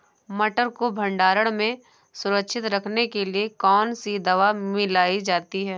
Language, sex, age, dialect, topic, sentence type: Hindi, female, 18-24, Awadhi Bundeli, agriculture, question